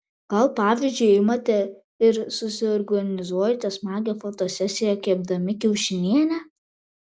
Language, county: Lithuanian, Vilnius